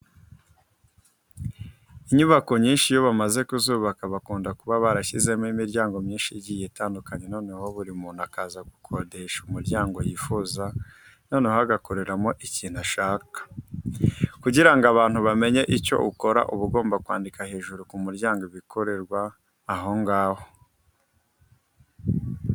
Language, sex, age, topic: Kinyarwanda, male, 25-35, education